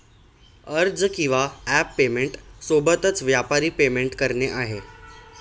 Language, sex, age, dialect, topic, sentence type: Marathi, male, 18-24, Northern Konkan, banking, statement